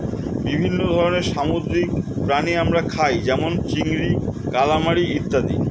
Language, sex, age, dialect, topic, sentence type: Bengali, male, 51-55, Standard Colloquial, agriculture, statement